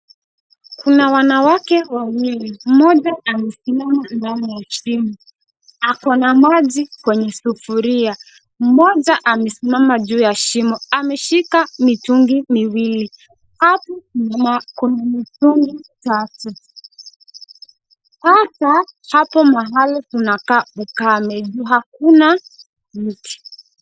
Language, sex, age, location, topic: Swahili, female, 18-24, Kisumu, health